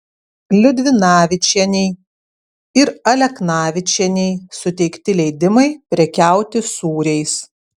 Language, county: Lithuanian, Kaunas